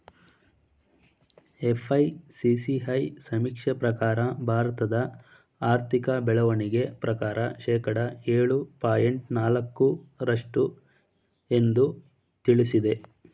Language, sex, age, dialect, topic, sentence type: Kannada, male, 18-24, Mysore Kannada, banking, statement